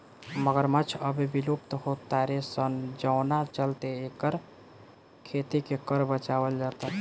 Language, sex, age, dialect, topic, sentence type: Bhojpuri, female, <18, Southern / Standard, agriculture, statement